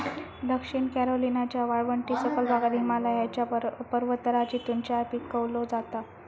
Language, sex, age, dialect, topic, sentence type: Marathi, female, 36-40, Southern Konkan, agriculture, statement